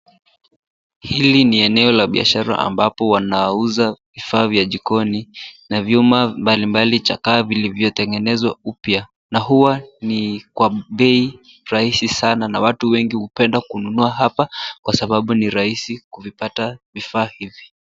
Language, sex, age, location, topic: Swahili, male, 18-24, Nairobi, finance